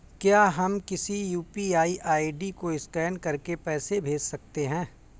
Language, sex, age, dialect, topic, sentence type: Hindi, male, 41-45, Awadhi Bundeli, banking, question